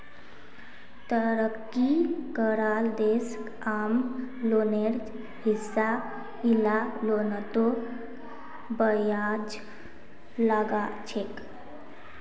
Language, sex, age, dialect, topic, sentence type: Magahi, female, 18-24, Northeastern/Surjapuri, banking, statement